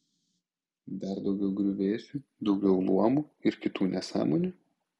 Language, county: Lithuanian, Kaunas